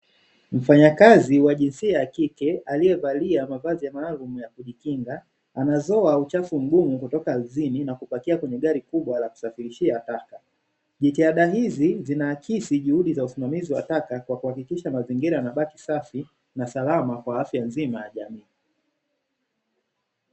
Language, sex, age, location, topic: Swahili, male, 25-35, Dar es Salaam, government